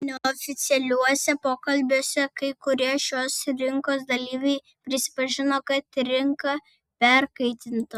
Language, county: Lithuanian, Vilnius